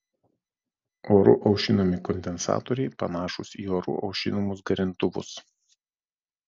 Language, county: Lithuanian, Vilnius